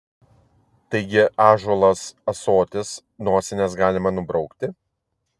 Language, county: Lithuanian, Vilnius